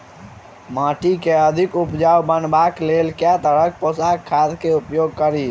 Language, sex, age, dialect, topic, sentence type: Maithili, male, 18-24, Southern/Standard, agriculture, question